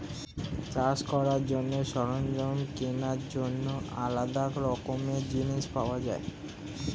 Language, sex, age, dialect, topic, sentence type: Bengali, male, 18-24, Standard Colloquial, agriculture, statement